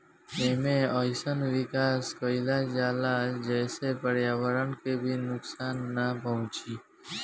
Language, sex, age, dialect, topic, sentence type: Bhojpuri, male, 18-24, Northern, agriculture, statement